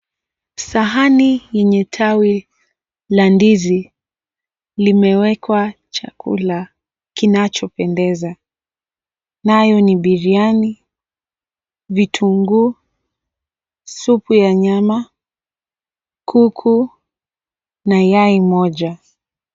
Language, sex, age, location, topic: Swahili, female, 18-24, Mombasa, agriculture